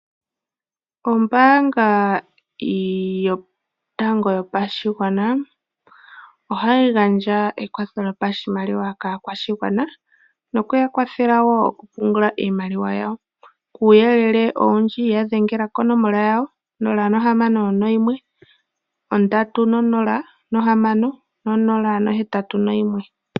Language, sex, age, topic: Oshiwambo, male, 18-24, finance